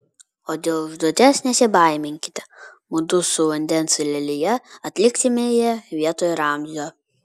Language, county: Lithuanian, Vilnius